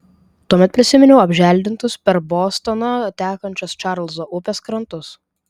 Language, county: Lithuanian, Vilnius